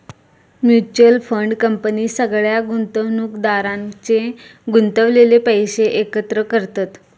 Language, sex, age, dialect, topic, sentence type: Marathi, female, 25-30, Southern Konkan, banking, statement